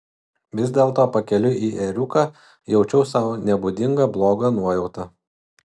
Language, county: Lithuanian, Utena